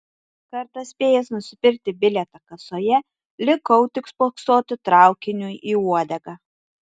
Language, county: Lithuanian, Tauragė